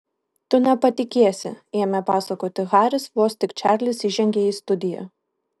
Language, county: Lithuanian, Kaunas